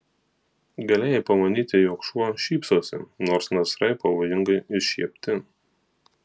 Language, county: Lithuanian, Marijampolė